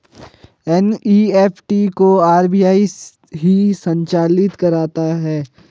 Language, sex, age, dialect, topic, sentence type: Hindi, male, 18-24, Hindustani Malvi Khadi Boli, banking, statement